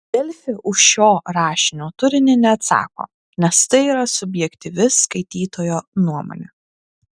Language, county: Lithuanian, Klaipėda